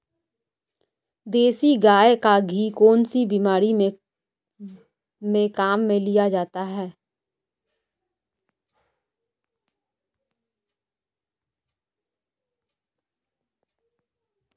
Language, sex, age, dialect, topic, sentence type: Hindi, female, 25-30, Marwari Dhudhari, agriculture, question